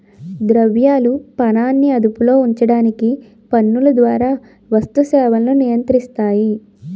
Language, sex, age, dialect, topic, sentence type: Telugu, female, 25-30, Utterandhra, banking, statement